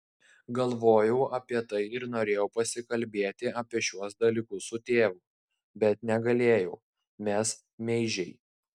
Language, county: Lithuanian, Klaipėda